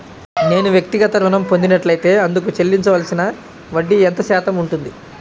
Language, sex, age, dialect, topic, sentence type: Telugu, male, 25-30, Central/Coastal, banking, question